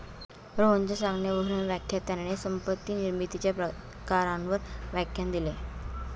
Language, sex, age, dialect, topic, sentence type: Marathi, female, 41-45, Standard Marathi, banking, statement